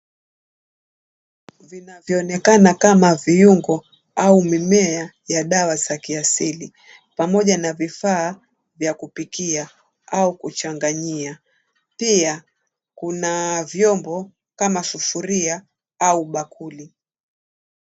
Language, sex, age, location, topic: Swahili, female, 36-49, Mombasa, health